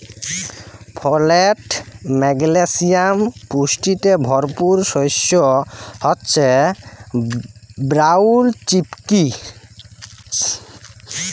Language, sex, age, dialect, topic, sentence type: Bengali, male, 18-24, Jharkhandi, agriculture, statement